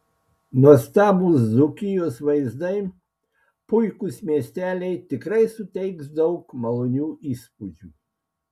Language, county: Lithuanian, Klaipėda